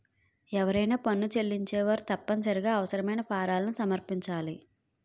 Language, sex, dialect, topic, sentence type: Telugu, female, Utterandhra, banking, statement